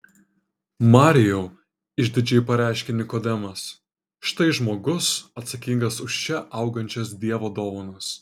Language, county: Lithuanian, Kaunas